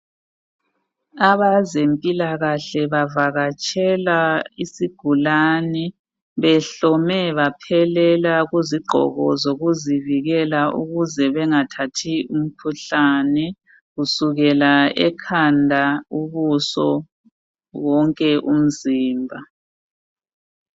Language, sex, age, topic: North Ndebele, female, 36-49, health